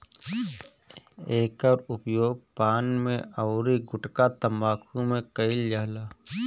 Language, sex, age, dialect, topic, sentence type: Bhojpuri, male, 25-30, Northern, agriculture, statement